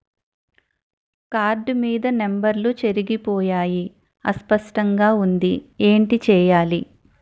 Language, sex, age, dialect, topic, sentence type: Telugu, female, 41-45, Utterandhra, banking, question